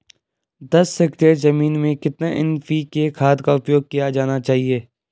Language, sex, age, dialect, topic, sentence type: Hindi, male, 18-24, Garhwali, agriculture, question